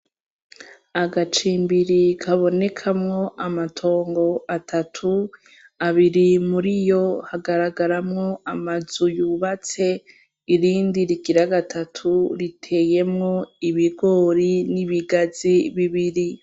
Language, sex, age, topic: Rundi, female, 25-35, agriculture